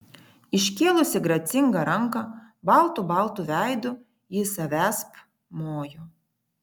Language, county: Lithuanian, Vilnius